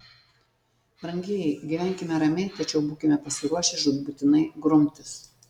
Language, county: Lithuanian, Tauragė